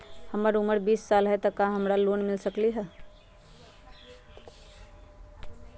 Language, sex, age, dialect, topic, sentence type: Magahi, female, 51-55, Western, banking, question